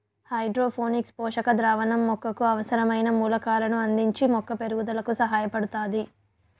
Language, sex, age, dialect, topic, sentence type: Telugu, female, 25-30, Southern, agriculture, statement